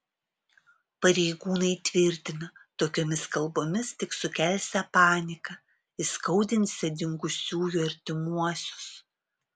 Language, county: Lithuanian, Vilnius